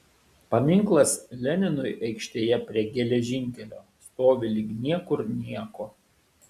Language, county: Lithuanian, Šiauliai